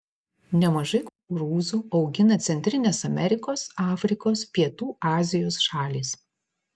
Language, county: Lithuanian, Vilnius